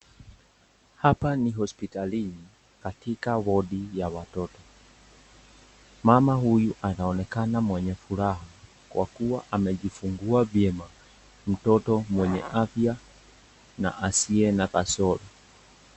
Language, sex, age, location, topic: Swahili, male, 18-24, Nakuru, health